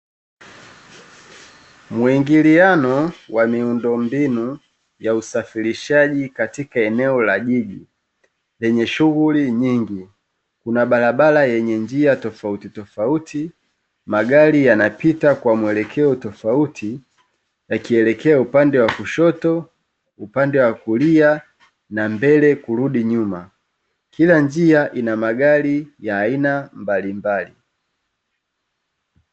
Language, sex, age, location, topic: Swahili, male, 25-35, Dar es Salaam, government